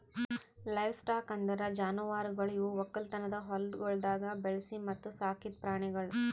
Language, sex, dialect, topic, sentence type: Kannada, female, Northeastern, agriculture, statement